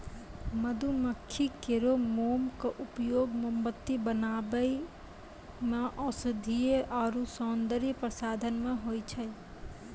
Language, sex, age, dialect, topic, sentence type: Maithili, female, 25-30, Angika, agriculture, statement